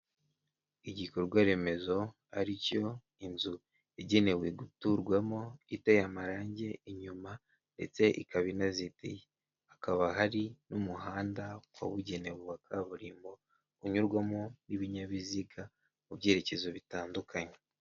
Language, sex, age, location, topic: Kinyarwanda, male, 18-24, Kigali, finance